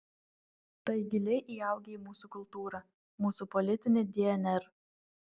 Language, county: Lithuanian, Vilnius